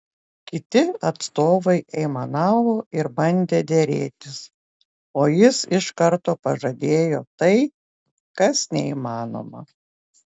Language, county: Lithuanian, Telšiai